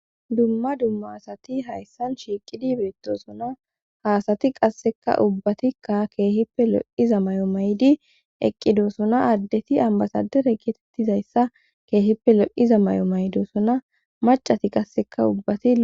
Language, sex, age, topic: Gamo, female, 18-24, government